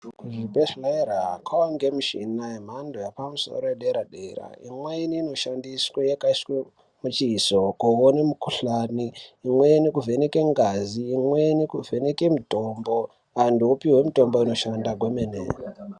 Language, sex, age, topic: Ndau, male, 18-24, health